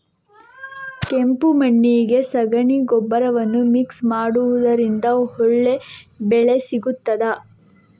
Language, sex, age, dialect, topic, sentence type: Kannada, female, 51-55, Coastal/Dakshin, agriculture, question